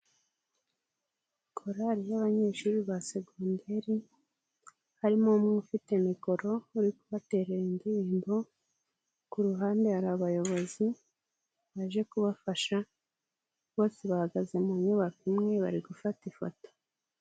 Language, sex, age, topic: Kinyarwanda, female, 18-24, education